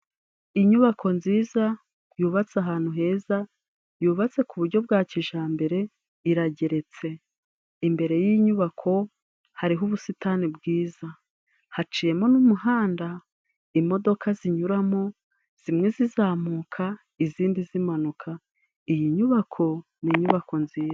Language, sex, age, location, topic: Kinyarwanda, female, 36-49, Musanze, government